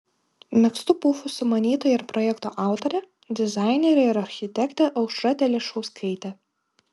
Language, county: Lithuanian, Kaunas